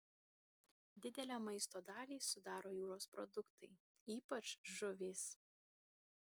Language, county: Lithuanian, Kaunas